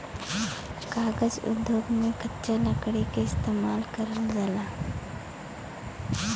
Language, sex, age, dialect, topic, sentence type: Bhojpuri, female, 18-24, Western, agriculture, statement